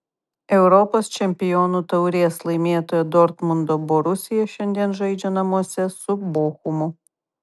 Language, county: Lithuanian, Kaunas